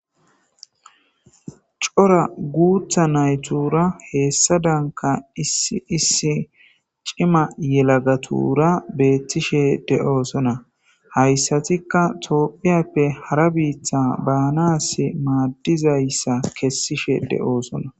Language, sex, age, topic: Gamo, male, 18-24, government